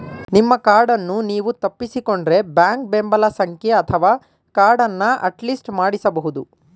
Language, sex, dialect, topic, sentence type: Kannada, male, Mysore Kannada, banking, statement